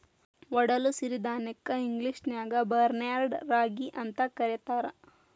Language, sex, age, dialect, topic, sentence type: Kannada, female, 36-40, Dharwad Kannada, agriculture, statement